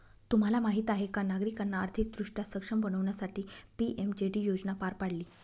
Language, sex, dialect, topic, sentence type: Marathi, female, Northern Konkan, banking, statement